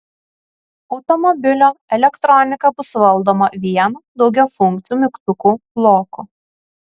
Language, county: Lithuanian, Kaunas